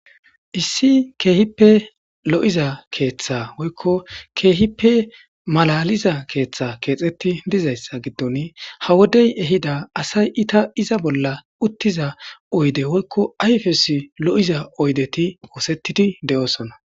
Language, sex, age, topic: Gamo, male, 18-24, government